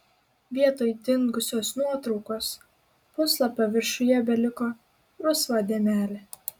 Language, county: Lithuanian, Klaipėda